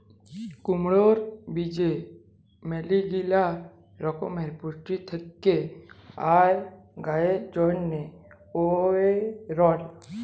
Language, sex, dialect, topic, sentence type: Bengali, male, Jharkhandi, agriculture, statement